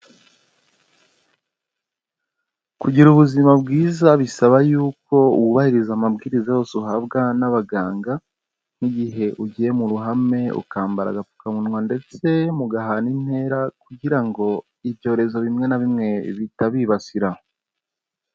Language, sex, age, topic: Kinyarwanda, male, 18-24, health